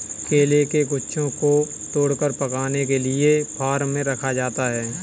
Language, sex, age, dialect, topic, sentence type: Hindi, male, 25-30, Kanauji Braj Bhasha, agriculture, statement